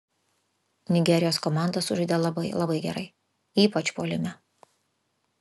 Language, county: Lithuanian, Vilnius